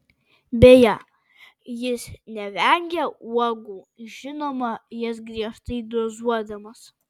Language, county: Lithuanian, Kaunas